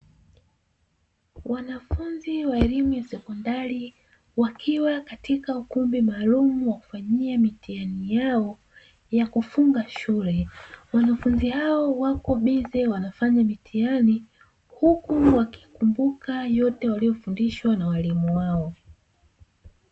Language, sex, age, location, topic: Swahili, female, 25-35, Dar es Salaam, education